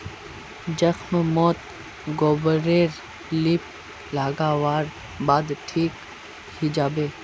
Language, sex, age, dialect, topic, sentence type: Magahi, male, 46-50, Northeastern/Surjapuri, agriculture, statement